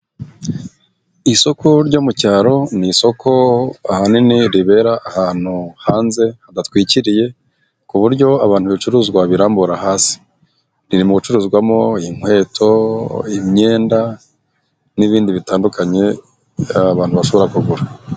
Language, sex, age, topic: Kinyarwanda, male, 25-35, finance